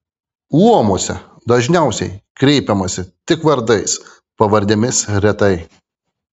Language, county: Lithuanian, Kaunas